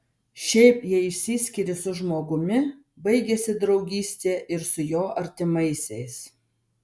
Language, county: Lithuanian, Vilnius